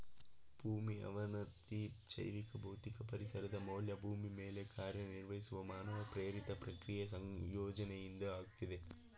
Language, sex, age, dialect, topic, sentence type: Kannada, male, 18-24, Mysore Kannada, agriculture, statement